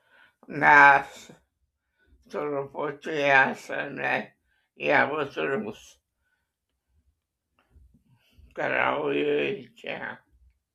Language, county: Lithuanian, Kaunas